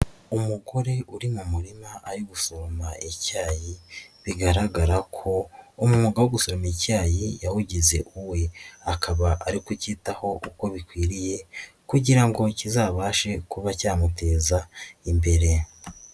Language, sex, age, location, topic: Kinyarwanda, female, 18-24, Nyagatare, agriculture